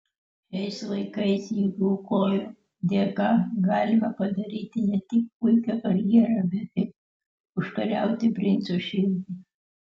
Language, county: Lithuanian, Utena